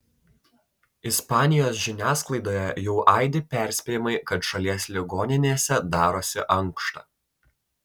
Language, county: Lithuanian, Telšiai